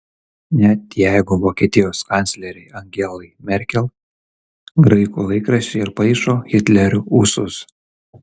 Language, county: Lithuanian, Kaunas